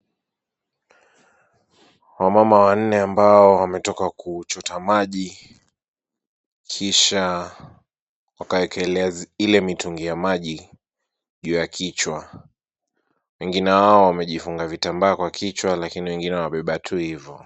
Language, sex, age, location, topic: Swahili, male, 18-24, Kisumu, health